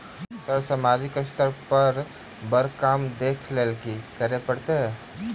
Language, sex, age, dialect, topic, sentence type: Maithili, male, 36-40, Southern/Standard, banking, question